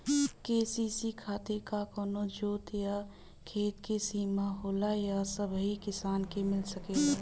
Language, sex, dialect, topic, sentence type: Bhojpuri, female, Western, agriculture, question